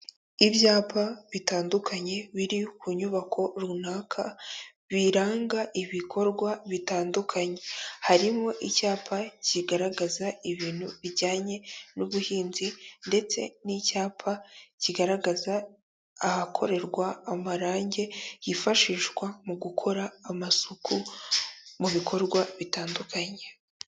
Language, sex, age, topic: Kinyarwanda, female, 18-24, agriculture